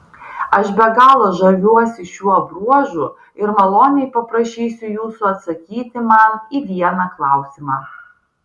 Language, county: Lithuanian, Vilnius